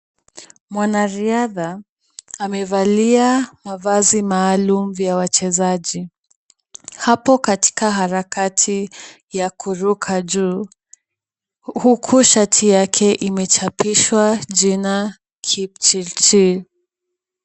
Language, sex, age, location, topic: Swahili, female, 18-24, Kisumu, government